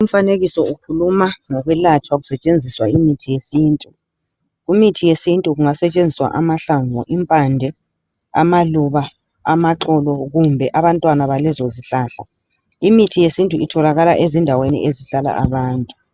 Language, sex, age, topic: North Ndebele, male, 36-49, health